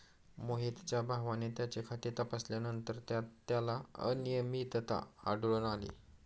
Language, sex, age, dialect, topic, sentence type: Marathi, male, 46-50, Standard Marathi, banking, statement